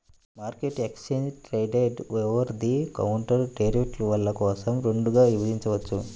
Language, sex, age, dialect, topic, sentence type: Telugu, male, 31-35, Central/Coastal, banking, statement